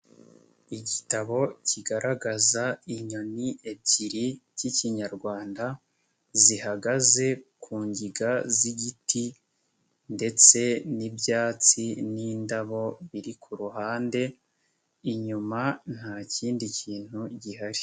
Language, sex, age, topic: Kinyarwanda, male, 18-24, education